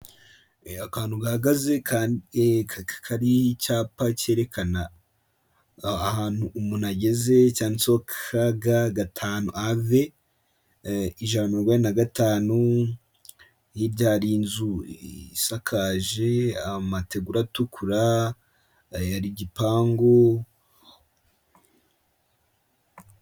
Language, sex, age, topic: Kinyarwanda, male, 18-24, government